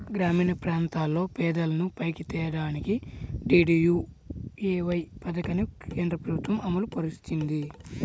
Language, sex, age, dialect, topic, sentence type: Telugu, male, 18-24, Central/Coastal, banking, statement